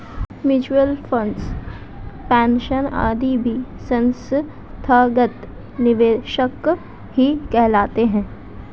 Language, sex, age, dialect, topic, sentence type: Hindi, female, 18-24, Hindustani Malvi Khadi Boli, banking, statement